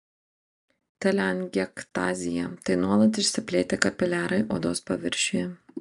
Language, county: Lithuanian, Marijampolė